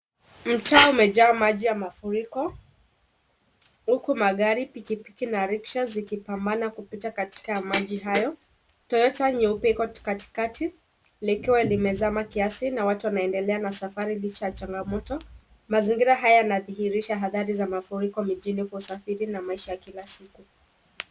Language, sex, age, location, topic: Swahili, female, 25-35, Kisumu, health